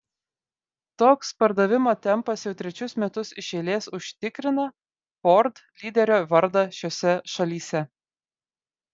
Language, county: Lithuanian, Vilnius